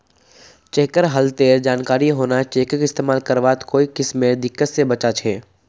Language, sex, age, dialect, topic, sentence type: Magahi, male, 18-24, Northeastern/Surjapuri, banking, statement